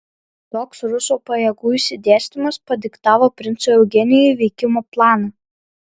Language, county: Lithuanian, Vilnius